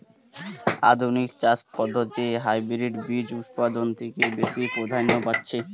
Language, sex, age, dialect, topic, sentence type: Bengali, male, 18-24, Jharkhandi, agriculture, statement